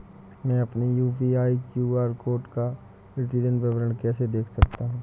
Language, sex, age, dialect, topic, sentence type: Hindi, male, 18-24, Awadhi Bundeli, banking, question